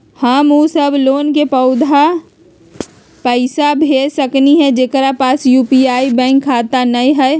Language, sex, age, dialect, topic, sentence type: Magahi, female, 31-35, Western, banking, question